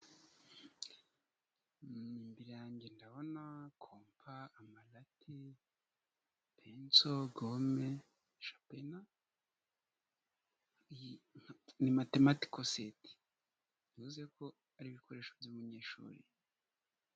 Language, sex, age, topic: Kinyarwanda, male, 25-35, education